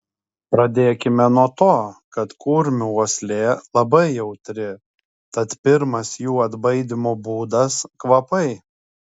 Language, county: Lithuanian, Kaunas